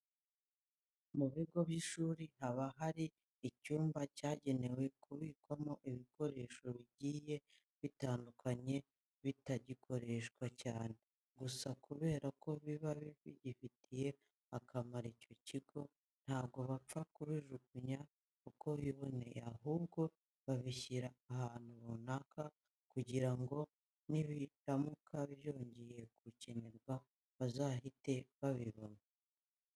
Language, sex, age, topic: Kinyarwanda, female, 18-24, education